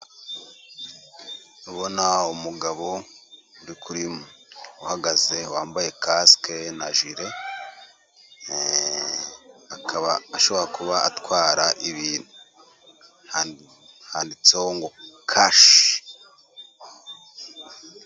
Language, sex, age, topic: Kinyarwanda, male, 18-24, finance